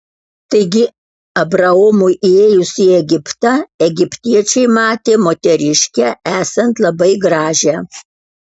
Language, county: Lithuanian, Kaunas